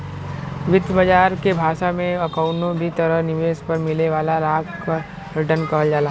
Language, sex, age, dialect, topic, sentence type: Bhojpuri, male, 18-24, Western, banking, statement